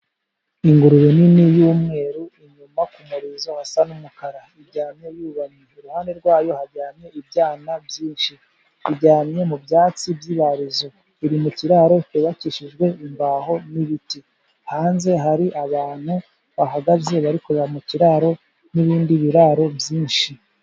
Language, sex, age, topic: Kinyarwanda, male, 25-35, agriculture